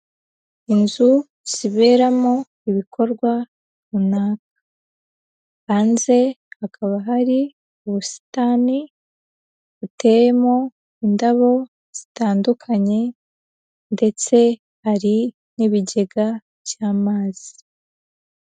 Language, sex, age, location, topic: Kinyarwanda, female, 18-24, Huye, health